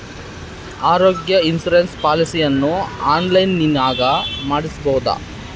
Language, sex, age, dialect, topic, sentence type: Kannada, male, 31-35, Central, banking, question